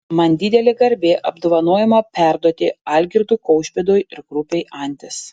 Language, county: Lithuanian, Panevėžys